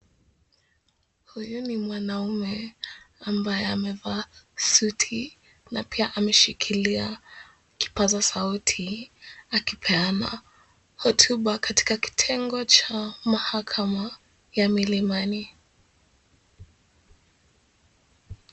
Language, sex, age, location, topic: Swahili, female, 18-24, Mombasa, government